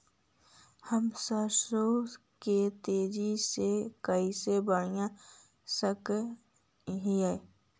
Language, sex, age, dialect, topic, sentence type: Magahi, female, 60-100, Central/Standard, agriculture, question